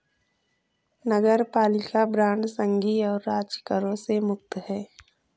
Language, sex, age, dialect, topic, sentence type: Hindi, female, 18-24, Kanauji Braj Bhasha, banking, statement